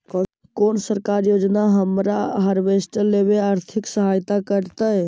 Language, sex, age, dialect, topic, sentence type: Magahi, male, 51-55, Central/Standard, agriculture, question